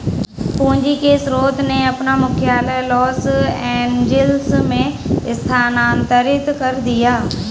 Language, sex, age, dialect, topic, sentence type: Hindi, female, 18-24, Kanauji Braj Bhasha, banking, statement